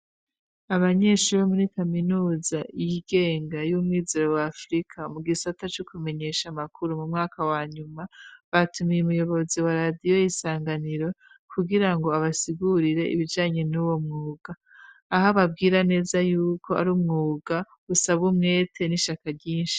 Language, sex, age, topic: Rundi, female, 36-49, education